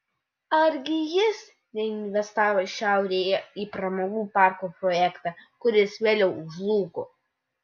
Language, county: Lithuanian, Utena